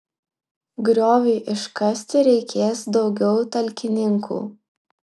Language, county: Lithuanian, Klaipėda